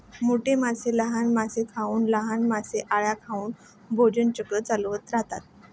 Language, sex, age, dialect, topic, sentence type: Marathi, female, 18-24, Standard Marathi, agriculture, statement